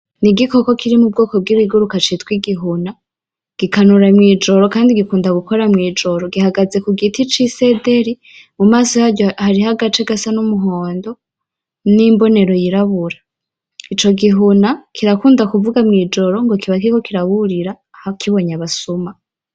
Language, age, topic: Rundi, 18-24, agriculture